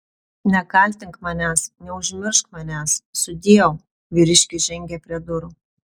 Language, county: Lithuanian, Utena